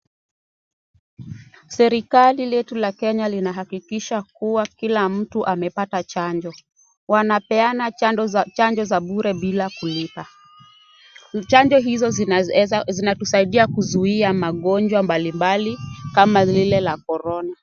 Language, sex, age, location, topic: Swahili, female, 18-24, Kisumu, health